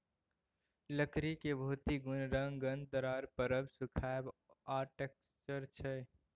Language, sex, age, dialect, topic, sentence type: Maithili, male, 18-24, Bajjika, agriculture, statement